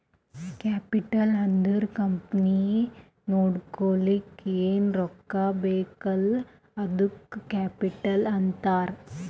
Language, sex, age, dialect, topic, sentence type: Kannada, female, 18-24, Northeastern, banking, statement